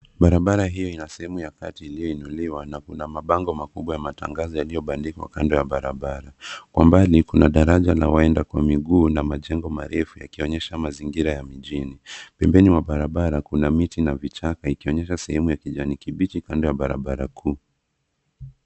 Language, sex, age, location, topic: Swahili, male, 25-35, Nairobi, government